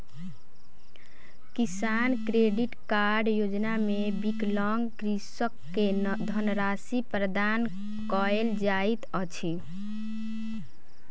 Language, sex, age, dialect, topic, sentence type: Maithili, female, 18-24, Southern/Standard, agriculture, statement